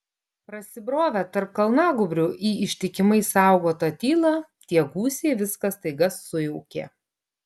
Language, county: Lithuanian, Klaipėda